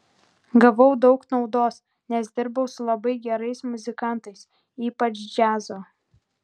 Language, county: Lithuanian, Vilnius